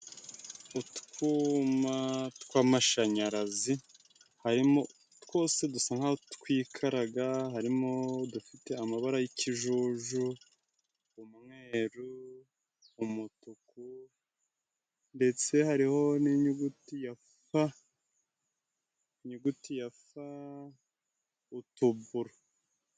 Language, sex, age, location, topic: Kinyarwanda, male, 25-35, Musanze, government